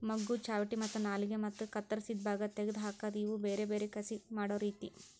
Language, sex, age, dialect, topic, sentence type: Kannada, female, 18-24, Northeastern, agriculture, statement